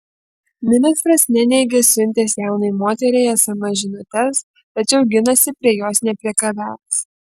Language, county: Lithuanian, Kaunas